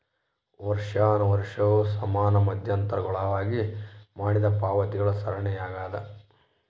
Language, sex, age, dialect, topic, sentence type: Kannada, male, 18-24, Central, banking, statement